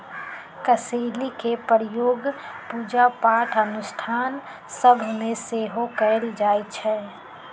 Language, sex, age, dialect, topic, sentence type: Magahi, female, 36-40, Western, agriculture, statement